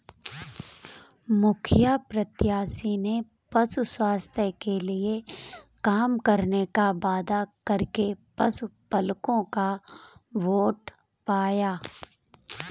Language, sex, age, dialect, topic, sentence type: Hindi, female, 25-30, Marwari Dhudhari, agriculture, statement